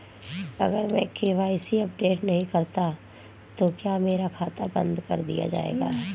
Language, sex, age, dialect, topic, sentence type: Hindi, female, 18-24, Marwari Dhudhari, banking, question